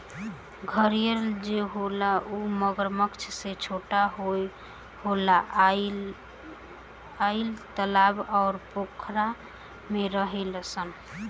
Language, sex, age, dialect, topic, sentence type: Bhojpuri, female, <18, Southern / Standard, agriculture, statement